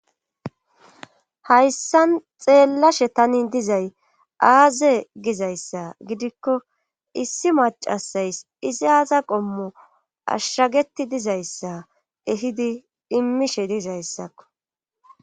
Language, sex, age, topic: Gamo, female, 36-49, government